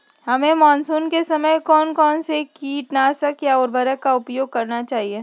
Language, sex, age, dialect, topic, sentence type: Magahi, female, 60-100, Western, agriculture, question